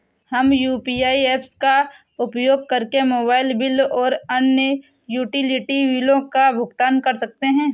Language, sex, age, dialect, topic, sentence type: Hindi, male, 25-30, Kanauji Braj Bhasha, banking, statement